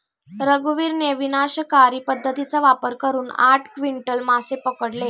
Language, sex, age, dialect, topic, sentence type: Marathi, female, 18-24, Standard Marathi, agriculture, statement